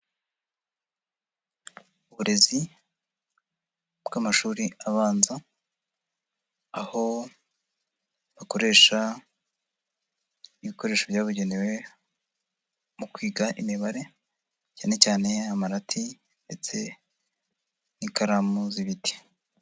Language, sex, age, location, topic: Kinyarwanda, female, 50+, Nyagatare, education